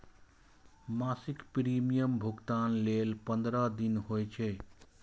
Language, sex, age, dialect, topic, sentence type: Maithili, male, 25-30, Eastern / Thethi, banking, statement